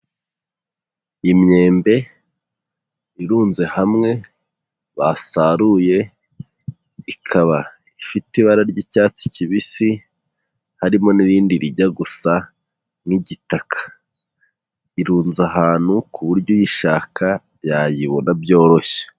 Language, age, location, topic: Kinyarwanda, 18-24, Huye, agriculture